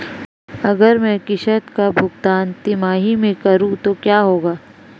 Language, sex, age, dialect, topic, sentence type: Hindi, female, 25-30, Marwari Dhudhari, banking, question